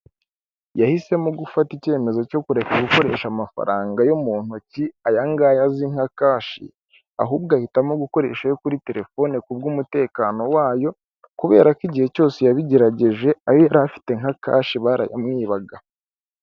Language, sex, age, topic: Kinyarwanda, male, 18-24, finance